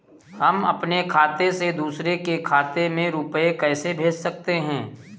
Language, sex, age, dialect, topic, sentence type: Hindi, male, 36-40, Kanauji Braj Bhasha, banking, question